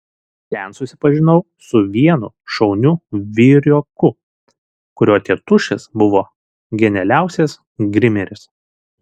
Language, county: Lithuanian, Šiauliai